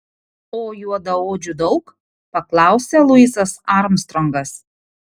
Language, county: Lithuanian, Panevėžys